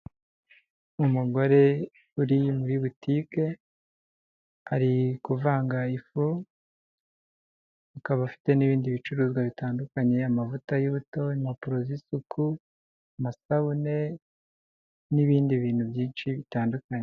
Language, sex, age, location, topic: Kinyarwanda, male, 25-35, Nyagatare, finance